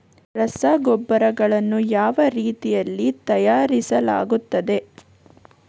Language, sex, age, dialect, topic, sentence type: Kannada, female, 41-45, Coastal/Dakshin, agriculture, question